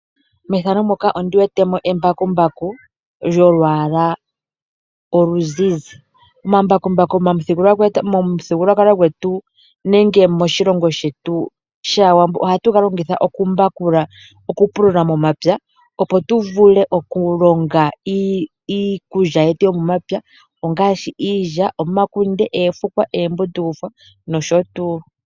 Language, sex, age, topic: Oshiwambo, female, 25-35, agriculture